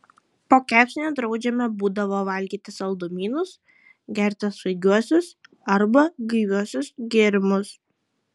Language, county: Lithuanian, Šiauliai